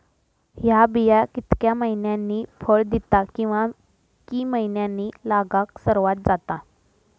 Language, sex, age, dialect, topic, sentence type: Marathi, female, 25-30, Southern Konkan, agriculture, question